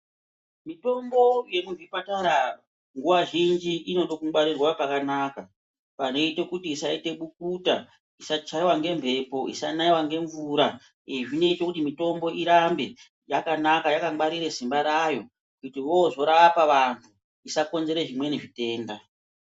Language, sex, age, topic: Ndau, female, 36-49, health